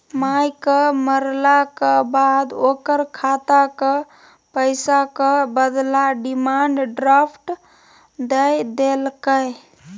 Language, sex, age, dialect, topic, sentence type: Maithili, female, 18-24, Bajjika, banking, statement